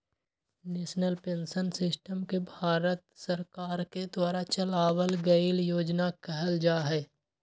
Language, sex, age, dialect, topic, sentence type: Magahi, male, 25-30, Western, banking, statement